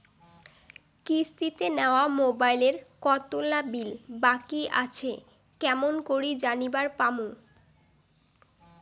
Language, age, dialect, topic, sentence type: Bengali, <18, Rajbangshi, banking, question